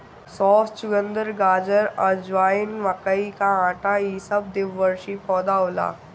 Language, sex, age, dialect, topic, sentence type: Bhojpuri, male, 60-100, Northern, agriculture, statement